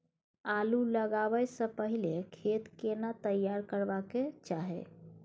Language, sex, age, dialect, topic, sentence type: Maithili, female, 36-40, Bajjika, agriculture, question